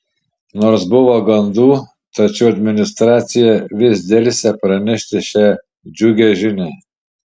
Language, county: Lithuanian, Šiauliai